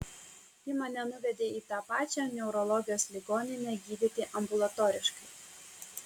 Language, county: Lithuanian, Kaunas